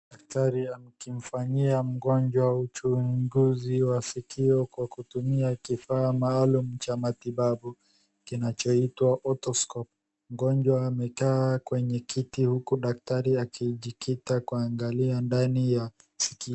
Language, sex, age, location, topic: Swahili, male, 50+, Wajir, health